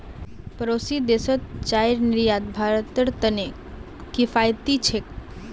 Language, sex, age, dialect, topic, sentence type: Magahi, female, 25-30, Northeastern/Surjapuri, banking, statement